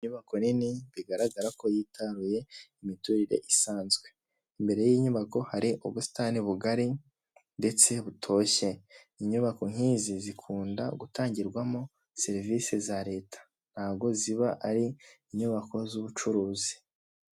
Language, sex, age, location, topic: Kinyarwanda, male, 18-24, Huye, government